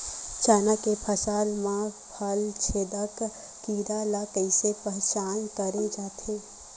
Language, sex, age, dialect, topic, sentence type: Chhattisgarhi, female, 18-24, Western/Budati/Khatahi, agriculture, question